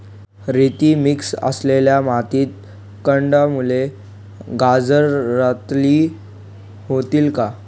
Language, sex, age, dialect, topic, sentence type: Marathi, male, 25-30, Northern Konkan, agriculture, question